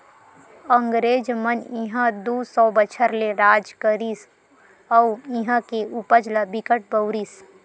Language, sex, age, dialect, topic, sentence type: Chhattisgarhi, female, 18-24, Western/Budati/Khatahi, agriculture, statement